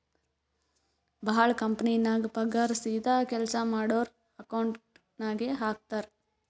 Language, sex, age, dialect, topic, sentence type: Kannada, female, 18-24, Northeastern, banking, statement